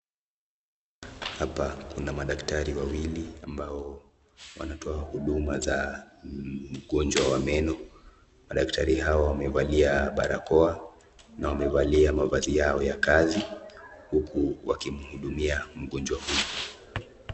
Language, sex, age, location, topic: Swahili, male, 18-24, Nakuru, health